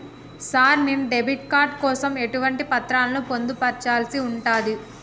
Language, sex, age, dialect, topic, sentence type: Telugu, female, 36-40, Telangana, banking, question